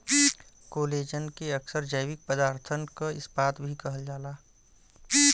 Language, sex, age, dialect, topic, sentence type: Bhojpuri, male, 31-35, Western, agriculture, statement